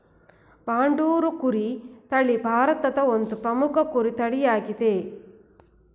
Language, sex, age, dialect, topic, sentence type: Kannada, female, 41-45, Mysore Kannada, agriculture, statement